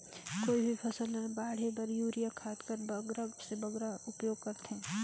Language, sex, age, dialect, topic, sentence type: Chhattisgarhi, female, 18-24, Northern/Bhandar, agriculture, question